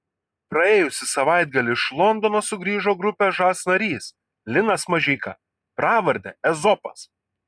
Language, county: Lithuanian, Kaunas